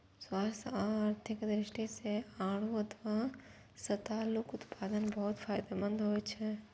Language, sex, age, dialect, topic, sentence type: Maithili, female, 41-45, Eastern / Thethi, agriculture, statement